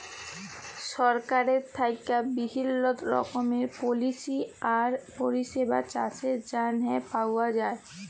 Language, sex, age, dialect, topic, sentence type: Bengali, female, 18-24, Jharkhandi, agriculture, statement